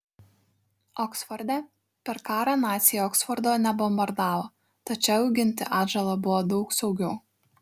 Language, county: Lithuanian, Šiauliai